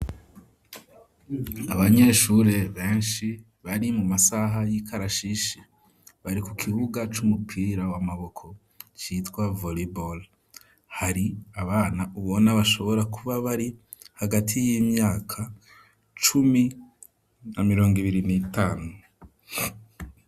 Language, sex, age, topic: Rundi, male, 25-35, education